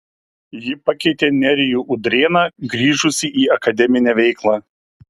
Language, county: Lithuanian, Kaunas